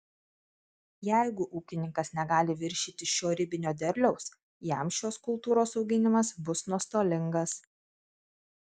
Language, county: Lithuanian, Kaunas